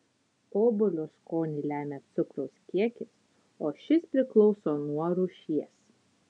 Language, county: Lithuanian, Utena